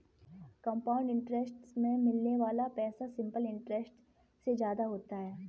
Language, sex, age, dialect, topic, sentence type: Hindi, female, 18-24, Kanauji Braj Bhasha, banking, statement